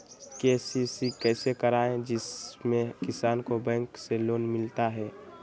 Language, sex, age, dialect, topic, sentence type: Magahi, male, 18-24, Western, agriculture, question